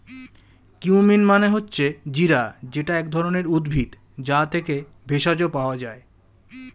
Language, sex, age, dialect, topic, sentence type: Bengali, male, 25-30, Standard Colloquial, agriculture, statement